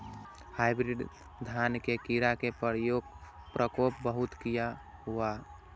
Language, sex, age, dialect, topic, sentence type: Maithili, male, 18-24, Eastern / Thethi, agriculture, question